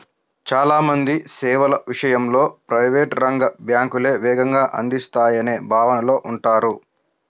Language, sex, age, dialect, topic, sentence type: Telugu, male, 56-60, Central/Coastal, banking, statement